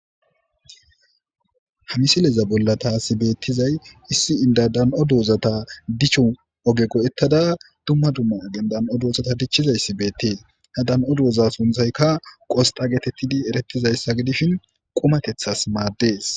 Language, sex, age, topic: Gamo, male, 25-35, agriculture